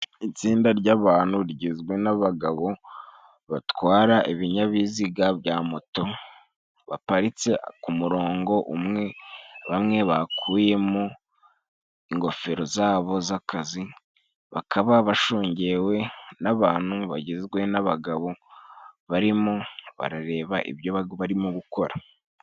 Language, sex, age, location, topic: Kinyarwanda, male, 18-24, Musanze, government